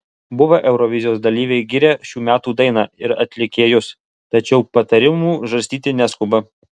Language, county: Lithuanian, Alytus